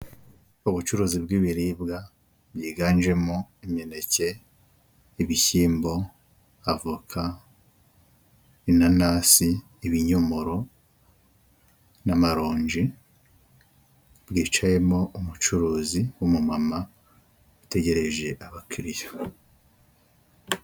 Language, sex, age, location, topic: Kinyarwanda, male, 25-35, Huye, finance